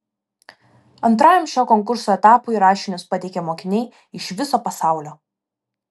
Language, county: Lithuanian, Vilnius